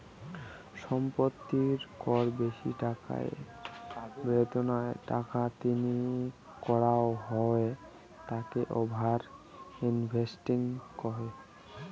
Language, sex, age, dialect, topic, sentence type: Bengali, male, 18-24, Rajbangshi, banking, statement